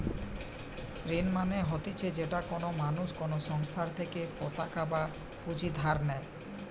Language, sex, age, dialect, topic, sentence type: Bengali, male, 18-24, Western, banking, statement